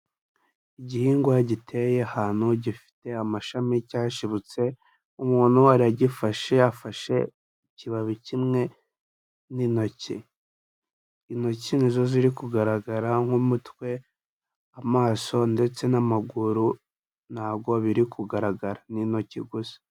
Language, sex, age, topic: Kinyarwanda, male, 18-24, health